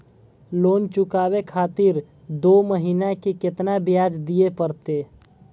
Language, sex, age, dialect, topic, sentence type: Maithili, male, 18-24, Eastern / Thethi, banking, question